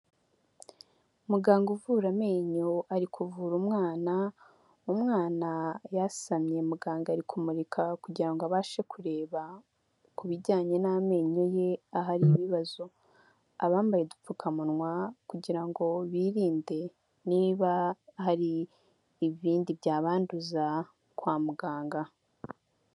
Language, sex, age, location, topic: Kinyarwanda, female, 25-35, Huye, health